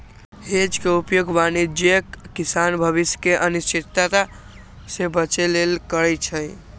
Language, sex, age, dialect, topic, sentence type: Magahi, male, 18-24, Western, banking, statement